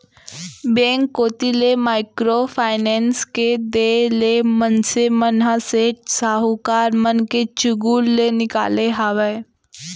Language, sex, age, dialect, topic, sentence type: Chhattisgarhi, female, 18-24, Central, banking, statement